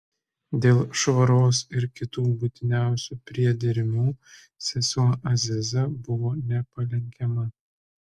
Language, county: Lithuanian, Kaunas